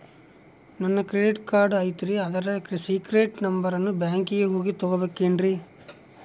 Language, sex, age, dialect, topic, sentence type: Kannada, male, 36-40, Central, banking, question